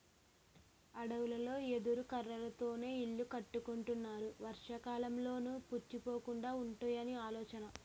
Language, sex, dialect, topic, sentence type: Telugu, female, Utterandhra, agriculture, statement